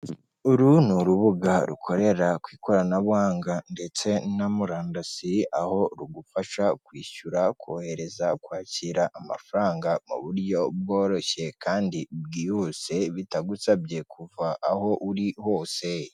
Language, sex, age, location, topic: Kinyarwanda, female, 18-24, Kigali, finance